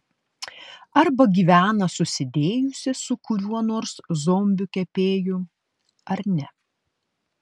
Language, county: Lithuanian, Klaipėda